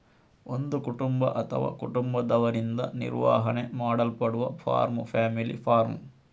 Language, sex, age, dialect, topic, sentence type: Kannada, male, 60-100, Coastal/Dakshin, agriculture, statement